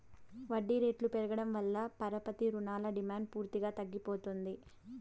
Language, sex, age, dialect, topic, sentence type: Telugu, female, 18-24, Southern, banking, statement